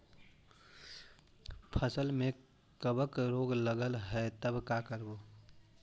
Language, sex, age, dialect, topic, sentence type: Magahi, male, 18-24, Central/Standard, agriculture, question